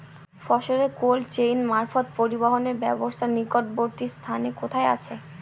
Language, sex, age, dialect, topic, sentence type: Bengali, female, 31-35, Northern/Varendri, agriculture, question